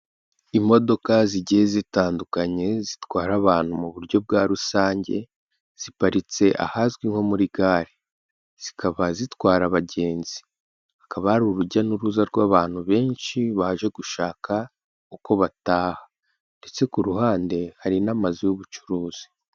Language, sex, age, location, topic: Kinyarwanda, male, 25-35, Kigali, government